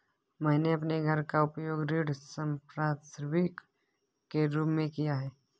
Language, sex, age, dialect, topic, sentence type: Hindi, male, 25-30, Awadhi Bundeli, banking, statement